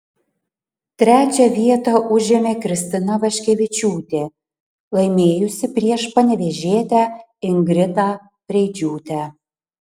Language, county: Lithuanian, Panevėžys